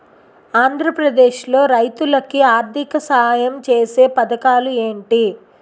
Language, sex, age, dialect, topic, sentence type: Telugu, female, 56-60, Utterandhra, agriculture, question